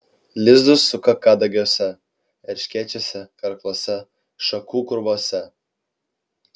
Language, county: Lithuanian, Klaipėda